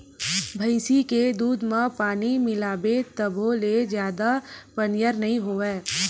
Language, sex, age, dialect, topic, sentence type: Chhattisgarhi, female, 18-24, Western/Budati/Khatahi, agriculture, statement